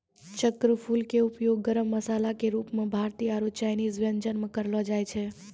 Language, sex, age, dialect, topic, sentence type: Maithili, female, 25-30, Angika, agriculture, statement